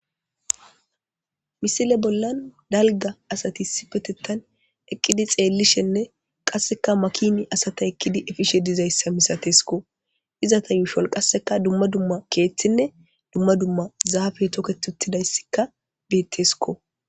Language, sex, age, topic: Gamo, female, 25-35, government